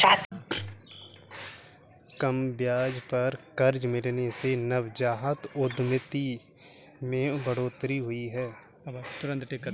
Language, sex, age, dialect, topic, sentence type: Hindi, male, 31-35, Kanauji Braj Bhasha, banking, statement